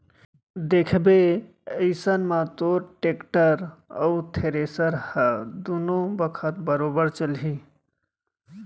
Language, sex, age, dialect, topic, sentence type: Chhattisgarhi, male, 25-30, Central, banking, statement